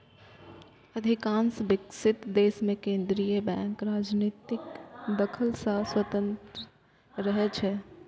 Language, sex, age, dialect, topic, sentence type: Maithili, female, 18-24, Eastern / Thethi, banking, statement